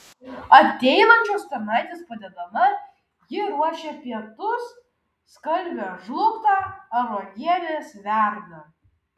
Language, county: Lithuanian, Kaunas